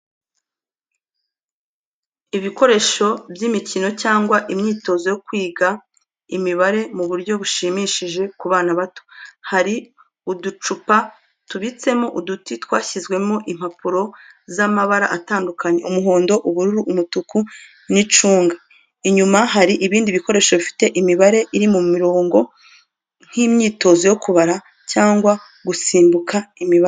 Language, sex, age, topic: Kinyarwanda, female, 25-35, education